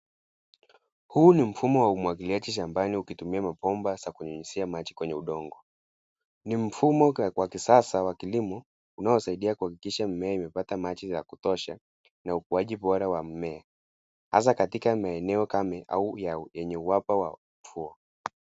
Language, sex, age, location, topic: Swahili, male, 50+, Nairobi, agriculture